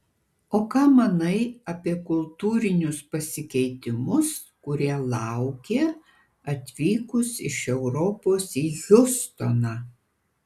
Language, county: Lithuanian, Kaunas